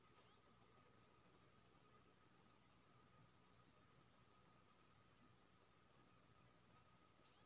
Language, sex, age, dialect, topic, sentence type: Maithili, male, 25-30, Bajjika, agriculture, question